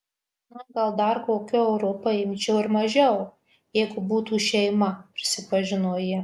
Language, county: Lithuanian, Marijampolė